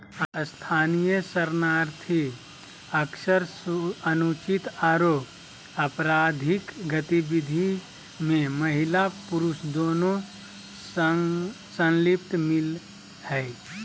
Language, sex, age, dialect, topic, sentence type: Magahi, male, 25-30, Southern, agriculture, statement